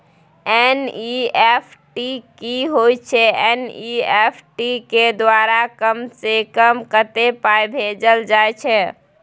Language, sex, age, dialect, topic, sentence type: Maithili, female, 18-24, Bajjika, banking, question